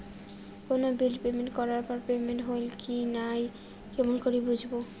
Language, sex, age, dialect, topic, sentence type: Bengali, female, 25-30, Rajbangshi, banking, question